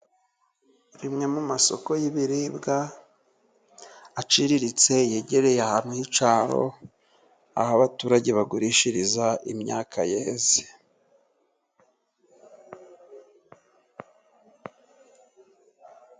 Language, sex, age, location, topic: Kinyarwanda, male, 36-49, Musanze, finance